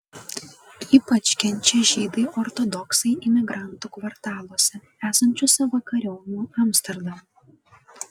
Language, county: Lithuanian, Kaunas